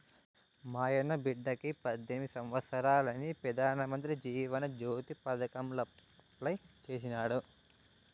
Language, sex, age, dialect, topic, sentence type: Telugu, male, 18-24, Southern, banking, statement